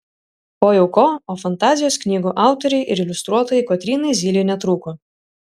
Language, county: Lithuanian, Šiauliai